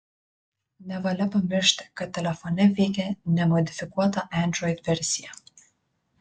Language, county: Lithuanian, Vilnius